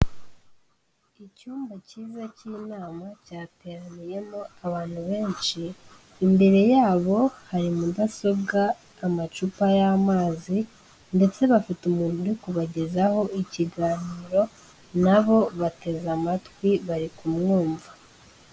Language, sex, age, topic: Kinyarwanda, female, 18-24, government